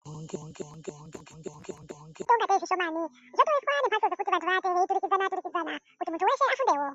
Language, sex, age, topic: Ndau, male, 25-35, education